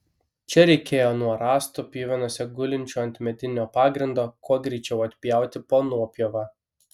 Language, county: Lithuanian, Kaunas